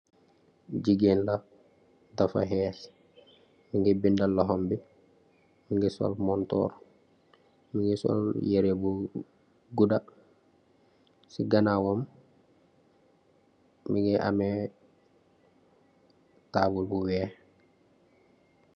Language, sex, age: Wolof, male, 18-24